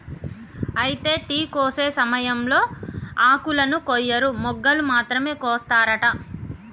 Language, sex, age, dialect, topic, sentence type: Telugu, female, 31-35, Telangana, agriculture, statement